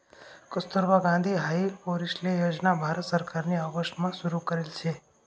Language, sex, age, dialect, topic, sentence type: Marathi, male, 18-24, Northern Konkan, banking, statement